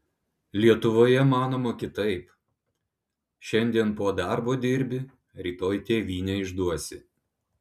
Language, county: Lithuanian, Klaipėda